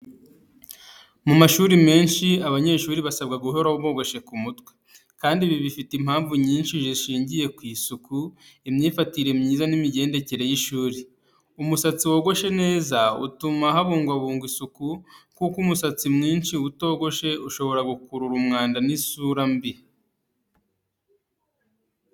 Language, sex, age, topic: Kinyarwanda, male, 25-35, education